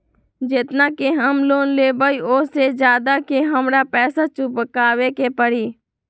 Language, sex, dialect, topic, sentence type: Magahi, female, Western, banking, question